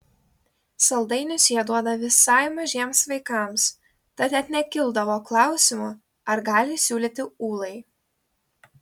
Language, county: Lithuanian, Kaunas